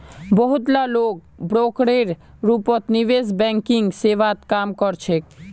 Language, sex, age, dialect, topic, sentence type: Magahi, male, 18-24, Northeastern/Surjapuri, banking, statement